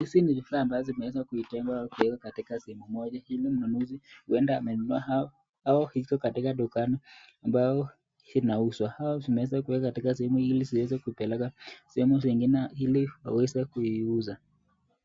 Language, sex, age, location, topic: Swahili, male, 18-24, Nakuru, finance